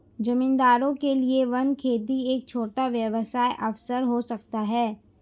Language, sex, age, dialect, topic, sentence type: Hindi, female, 18-24, Hindustani Malvi Khadi Boli, agriculture, statement